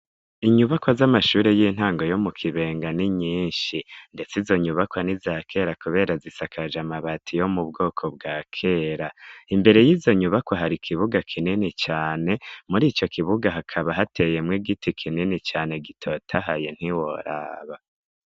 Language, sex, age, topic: Rundi, male, 25-35, education